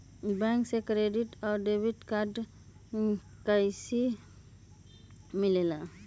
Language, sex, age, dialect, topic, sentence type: Magahi, female, 36-40, Western, banking, question